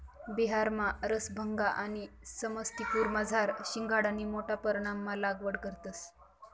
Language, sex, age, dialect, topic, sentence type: Marathi, female, 18-24, Northern Konkan, agriculture, statement